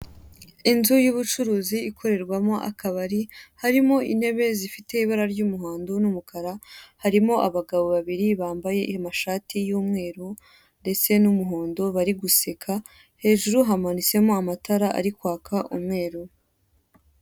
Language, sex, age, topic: Kinyarwanda, female, 18-24, finance